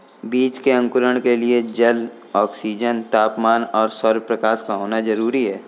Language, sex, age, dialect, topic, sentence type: Hindi, male, 25-30, Kanauji Braj Bhasha, agriculture, statement